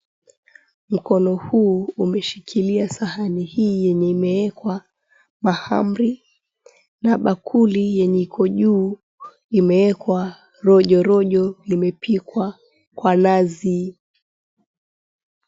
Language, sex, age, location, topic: Swahili, female, 25-35, Mombasa, agriculture